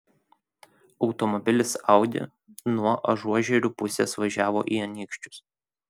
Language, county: Lithuanian, Kaunas